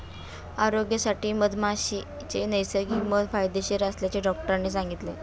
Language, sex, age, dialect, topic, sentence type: Marathi, female, 41-45, Standard Marathi, agriculture, statement